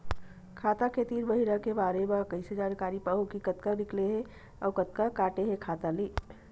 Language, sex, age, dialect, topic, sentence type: Chhattisgarhi, female, 41-45, Western/Budati/Khatahi, banking, question